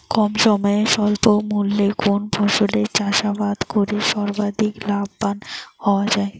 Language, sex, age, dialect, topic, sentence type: Bengali, female, 18-24, Rajbangshi, agriculture, question